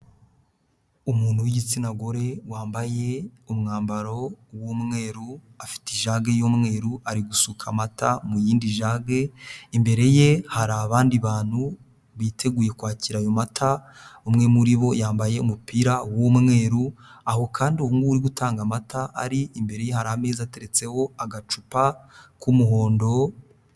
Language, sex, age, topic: Kinyarwanda, male, 18-24, finance